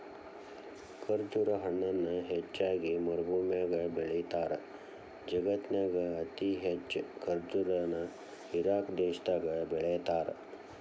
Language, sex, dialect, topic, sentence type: Kannada, male, Dharwad Kannada, agriculture, statement